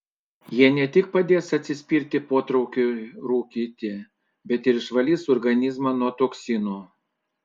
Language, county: Lithuanian, Panevėžys